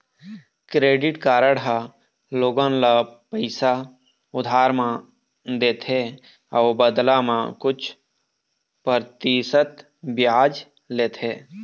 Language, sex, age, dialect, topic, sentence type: Chhattisgarhi, male, 31-35, Eastern, banking, statement